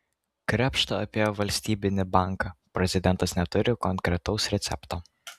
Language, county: Lithuanian, Kaunas